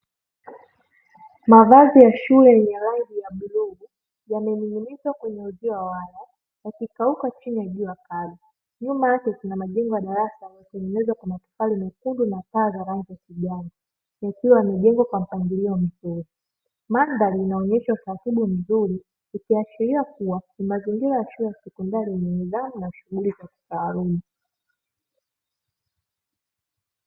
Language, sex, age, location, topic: Swahili, female, 18-24, Dar es Salaam, education